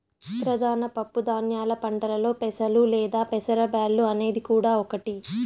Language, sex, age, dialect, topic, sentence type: Telugu, female, 25-30, Southern, agriculture, statement